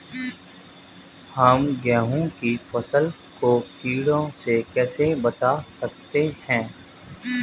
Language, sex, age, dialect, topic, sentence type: Hindi, male, 25-30, Marwari Dhudhari, agriculture, question